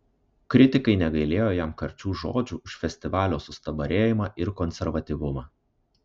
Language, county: Lithuanian, Kaunas